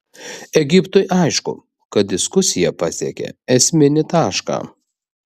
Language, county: Lithuanian, Vilnius